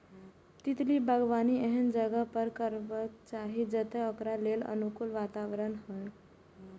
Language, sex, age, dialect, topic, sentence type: Maithili, female, 18-24, Eastern / Thethi, agriculture, statement